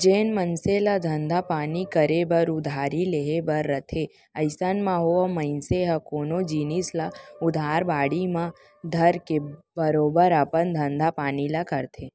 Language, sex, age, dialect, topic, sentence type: Chhattisgarhi, female, 18-24, Central, banking, statement